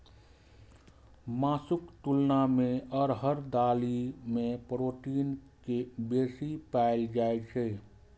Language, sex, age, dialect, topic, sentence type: Maithili, male, 25-30, Eastern / Thethi, agriculture, statement